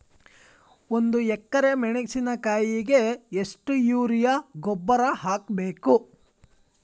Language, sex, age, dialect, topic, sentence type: Kannada, male, 18-24, Dharwad Kannada, agriculture, question